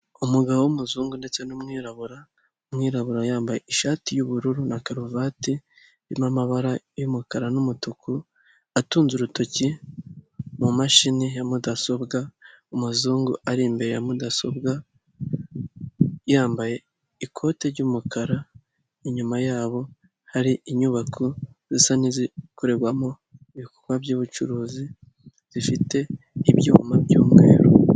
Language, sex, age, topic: Kinyarwanda, male, 18-24, finance